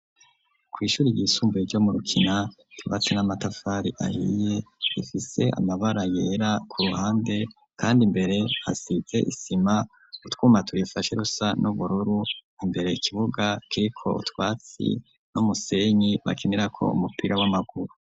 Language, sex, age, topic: Rundi, male, 25-35, education